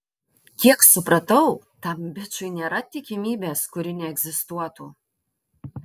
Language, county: Lithuanian, Vilnius